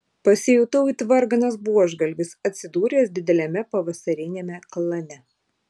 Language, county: Lithuanian, Vilnius